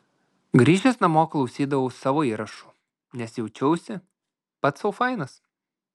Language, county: Lithuanian, Klaipėda